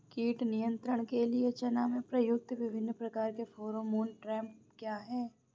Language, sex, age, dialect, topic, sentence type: Hindi, female, 25-30, Awadhi Bundeli, agriculture, question